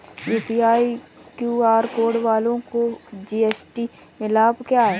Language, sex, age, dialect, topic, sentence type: Hindi, female, 25-30, Marwari Dhudhari, banking, question